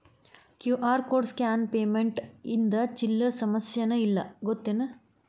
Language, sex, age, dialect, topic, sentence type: Kannada, female, 41-45, Dharwad Kannada, banking, statement